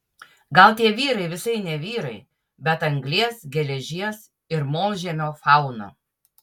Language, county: Lithuanian, Utena